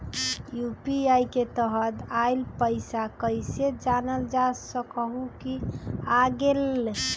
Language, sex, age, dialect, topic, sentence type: Magahi, female, 25-30, Western, banking, question